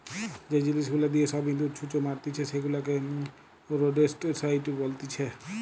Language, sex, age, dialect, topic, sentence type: Bengali, male, 18-24, Western, agriculture, statement